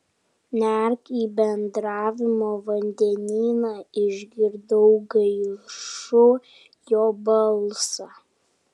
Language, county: Lithuanian, Kaunas